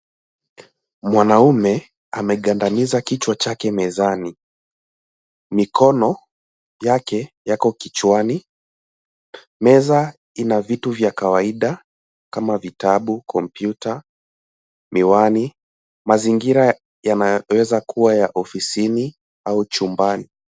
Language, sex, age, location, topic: Swahili, male, 18-24, Nairobi, health